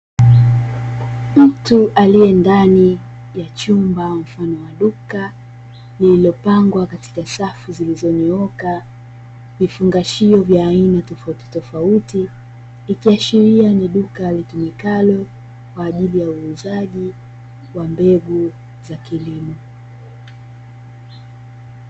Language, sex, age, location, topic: Swahili, female, 25-35, Dar es Salaam, agriculture